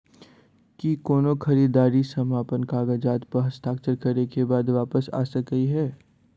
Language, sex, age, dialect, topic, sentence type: Maithili, male, 18-24, Southern/Standard, banking, question